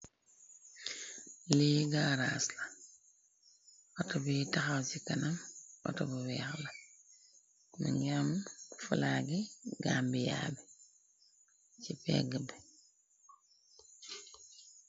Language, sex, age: Wolof, female, 36-49